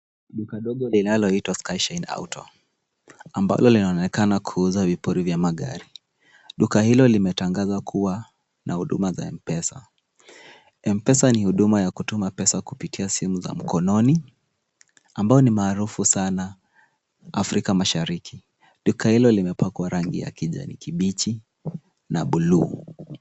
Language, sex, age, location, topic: Swahili, male, 18-24, Kisumu, finance